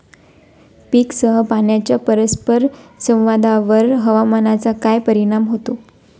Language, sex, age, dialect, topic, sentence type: Marathi, female, 25-30, Standard Marathi, agriculture, question